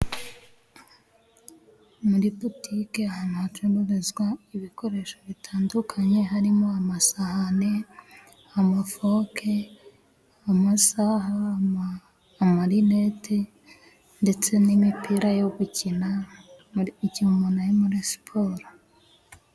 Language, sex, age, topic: Kinyarwanda, female, 18-24, finance